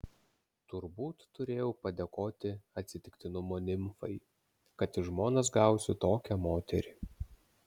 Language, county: Lithuanian, Vilnius